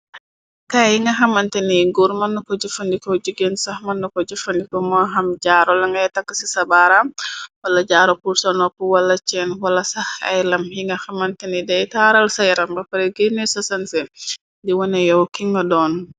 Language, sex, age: Wolof, female, 25-35